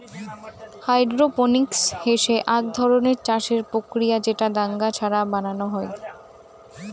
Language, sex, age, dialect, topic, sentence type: Bengali, female, 18-24, Rajbangshi, agriculture, statement